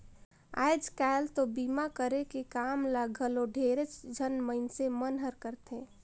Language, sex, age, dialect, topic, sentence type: Chhattisgarhi, female, 25-30, Northern/Bhandar, banking, statement